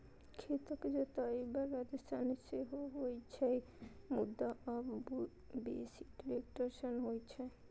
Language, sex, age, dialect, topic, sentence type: Maithili, female, 18-24, Eastern / Thethi, agriculture, statement